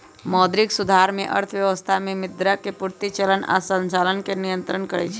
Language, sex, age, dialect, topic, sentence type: Magahi, female, 25-30, Western, banking, statement